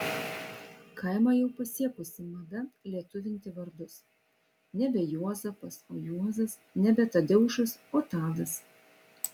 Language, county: Lithuanian, Vilnius